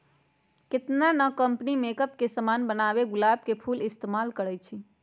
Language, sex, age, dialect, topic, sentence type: Magahi, female, 56-60, Western, agriculture, statement